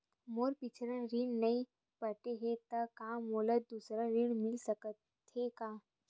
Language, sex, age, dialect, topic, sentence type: Chhattisgarhi, female, 18-24, Western/Budati/Khatahi, banking, question